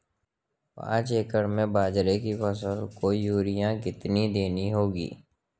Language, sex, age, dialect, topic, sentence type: Hindi, male, 18-24, Marwari Dhudhari, agriculture, question